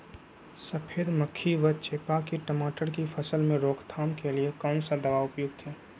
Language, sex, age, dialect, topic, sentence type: Magahi, male, 25-30, Western, agriculture, question